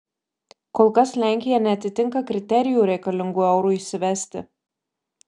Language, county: Lithuanian, Marijampolė